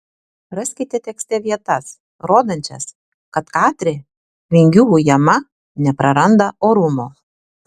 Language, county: Lithuanian, Tauragė